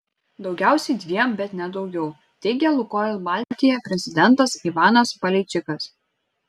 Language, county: Lithuanian, Šiauliai